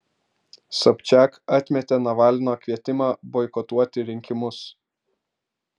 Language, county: Lithuanian, Vilnius